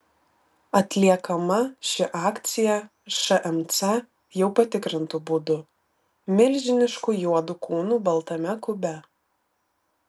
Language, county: Lithuanian, Vilnius